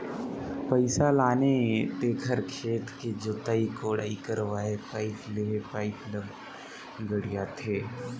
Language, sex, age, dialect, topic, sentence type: Chhattisgarhi, male, 18-24, Northern/Bhandar, banking, statement